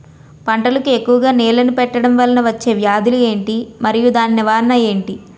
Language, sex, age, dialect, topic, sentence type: Telugu, female, 18-24, Utterandhra, agriculture, question